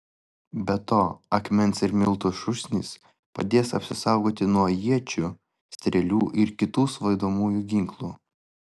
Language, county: Lithuanian, Vilnius